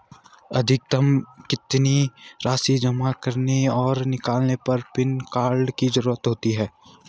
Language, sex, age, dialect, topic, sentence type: Hindi, male, 18-24, Garhwali, banking, question